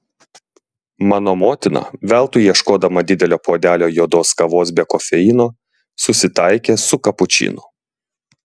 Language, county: Lithuanian, Klaipėda